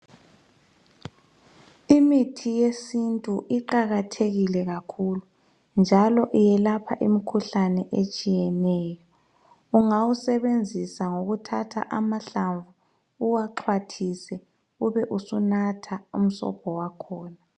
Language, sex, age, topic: North Ndebele, male, 25-35, health